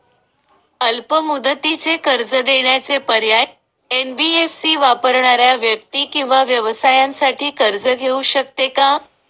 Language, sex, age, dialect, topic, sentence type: Marathi, female, 31-35, Northern Konkan, banking, question